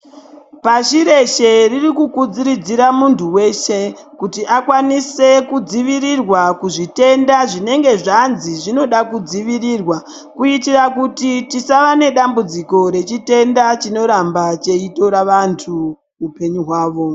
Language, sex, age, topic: Ndau, male, 18-24, health